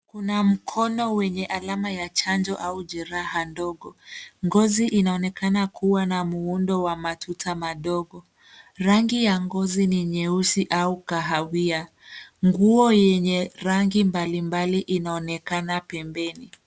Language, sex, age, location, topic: Swahili, female, 18-24, Nairobi, health